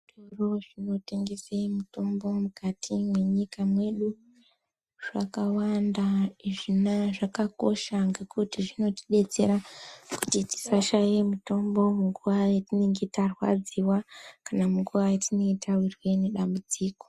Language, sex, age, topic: Ndau, female, 18-24, health